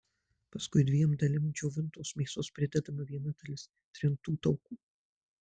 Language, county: Lithuanian, Marijampolė